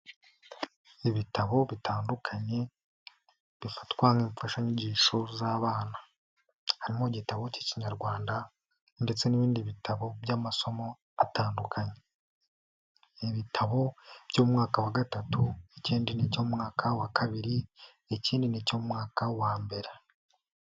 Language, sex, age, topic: Kinyarwanda, male, 18-24, education